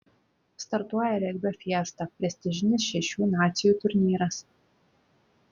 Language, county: Lithuanian, Klaipėda